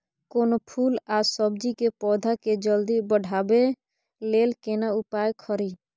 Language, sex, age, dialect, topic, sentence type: Maithili, female, 41-45, Bajjika, agriculture, question